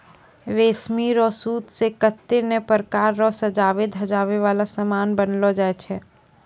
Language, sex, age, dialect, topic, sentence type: Maithili, female, 18-24, Angika, agriculture, statement